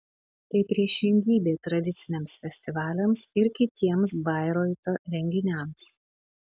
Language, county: Lithuanian, Panevėžys